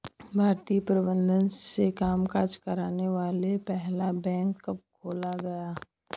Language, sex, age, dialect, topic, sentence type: Hindi, male, 18-24, Hindustani Malvi Khadi Boli, banking, question